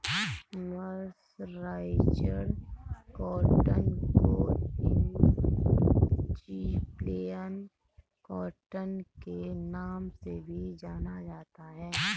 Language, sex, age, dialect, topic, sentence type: Hindi, female, 31-35, Kanauji Braj Bhasha, agriculture, statement